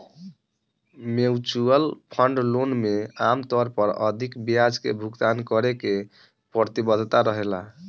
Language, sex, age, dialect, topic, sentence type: Bhojpuri, male, 18-24, Southern / Standard, banking, statement